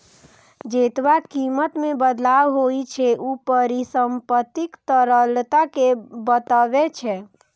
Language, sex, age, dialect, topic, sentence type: Maithili, female, 18-24, Eastern / Thethi, banking, statement